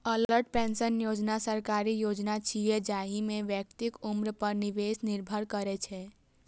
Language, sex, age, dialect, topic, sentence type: Maithili, female, 18-24, Eastern / Thethi, banking, statement